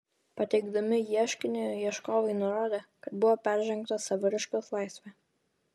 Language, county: Lithuanian, Vilnius